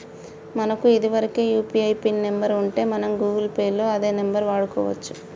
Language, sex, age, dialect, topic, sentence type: Telugu, female, 25-30, Telangana, banking, statement